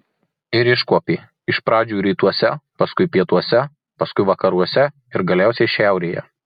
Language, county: Lithuanian, Marijampolė